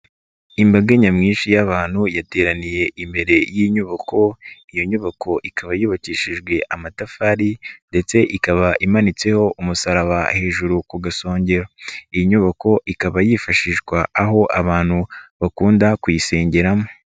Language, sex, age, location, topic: Kinyarwanda, male, 25-35, Nyagatare, finance